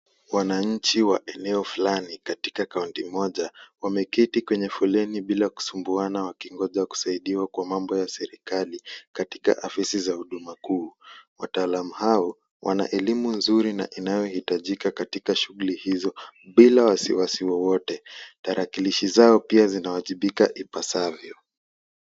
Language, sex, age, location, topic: Swahili, male, 18-24, Kisumu, government